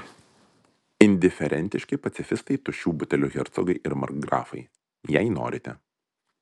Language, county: Lithuanian, Vilnius